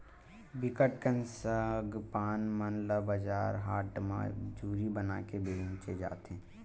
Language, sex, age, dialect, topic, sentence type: Chhattisgarhi, male, 18-24, Western/Budati/Khatahi, agriculture, statement